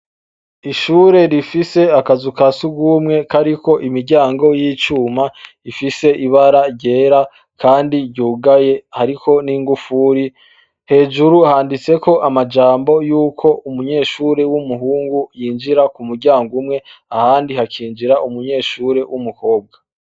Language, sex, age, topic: Rundi, male, 25-35, education